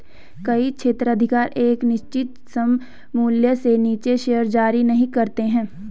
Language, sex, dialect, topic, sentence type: Hindi, female, Garhwali, banking, statement